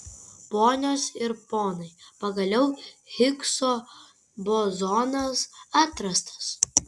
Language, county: Lithuanian, Kaunas